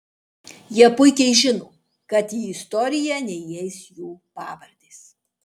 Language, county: Lithuanian, Marijampolė